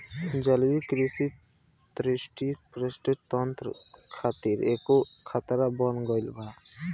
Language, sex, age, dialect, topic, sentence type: Bhojpuri, male, 18-24, Southern / Standard, agriculture, statement